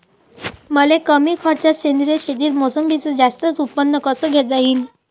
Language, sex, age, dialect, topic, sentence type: Marathi, female, 18-24, Varhadi, agriculture, question